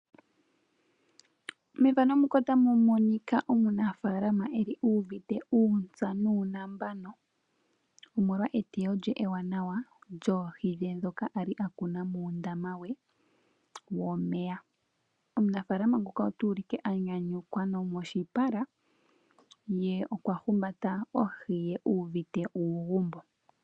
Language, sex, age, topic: Oshiwambo, female, 18-24, agriculture